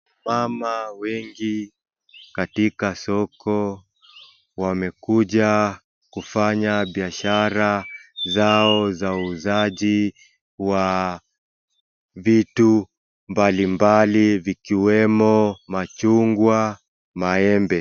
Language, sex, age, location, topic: Swahili, male, 25-35, Wajir, finance